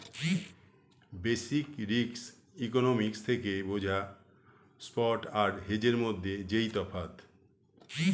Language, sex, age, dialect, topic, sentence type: Bengali, male, 51-55, Standard Colloquial, banking, statement